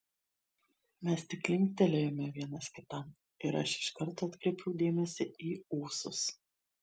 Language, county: Lithuanian, Šiauliai